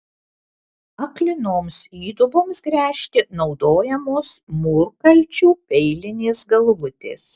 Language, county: Lithuanian, Alytus